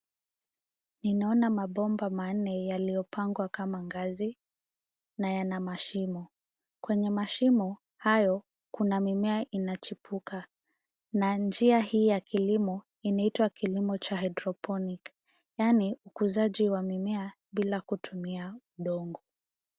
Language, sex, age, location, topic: Swahili, female, 18-24, Nairobi, agriculture